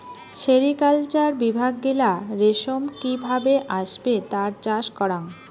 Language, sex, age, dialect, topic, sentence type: Bengali, female, 25-30, Rajbangshi, agriculture, statement